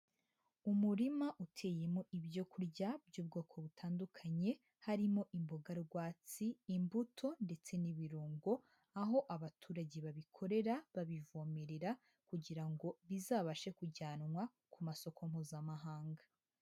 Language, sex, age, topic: Kinyarwanda, female, 25-35, agriculture